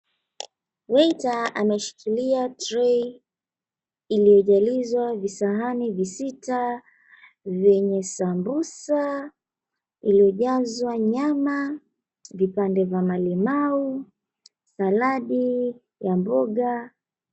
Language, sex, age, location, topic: Swahili, female, 25-35, Mombasa, agriculture